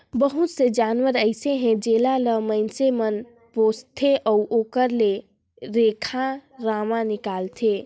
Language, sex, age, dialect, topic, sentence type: Chhattisgarhi, male, 56-60, Northern/Bhandar, agriculture, statement